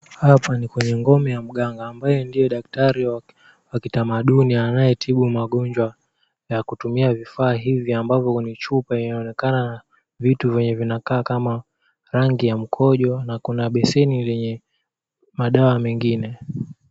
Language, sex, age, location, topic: Swahili, male, 18-24, Mombasa, health